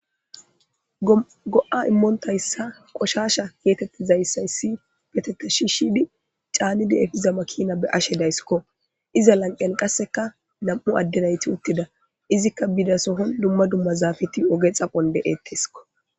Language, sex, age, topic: Gamo, female, 18-24, government